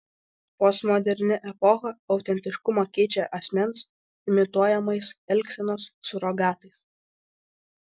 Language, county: Lithuanian, Vilnius